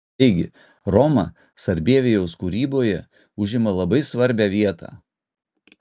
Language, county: Lithuanian, Utena